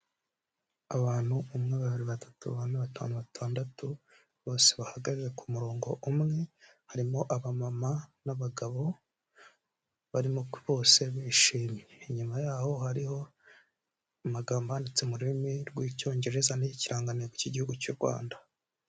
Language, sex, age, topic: Kinyarwanda, male, 25-35, health